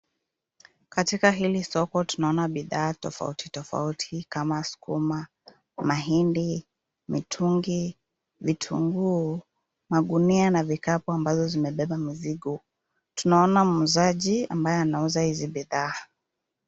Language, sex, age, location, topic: Swahili, female, 25-35, Nairobi, finance